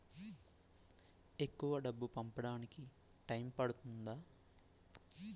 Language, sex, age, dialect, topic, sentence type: Telugu, male, 18-24, Utterandhra, banking, question